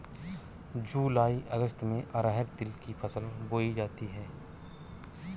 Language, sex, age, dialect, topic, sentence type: Hindi, male, 46-50, Awadhi Bundeli, agriculture, question